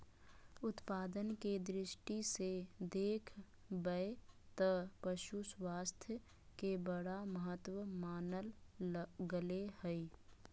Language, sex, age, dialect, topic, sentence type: Magahi, female, 25-30, Southern, agriculture, statement